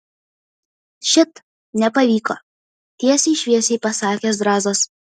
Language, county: Lithuanian, Vilnius